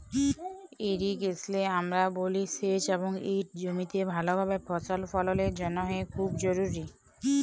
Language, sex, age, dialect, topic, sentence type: Bengali, female, 41-45, Jharkhandi, agriculture, statement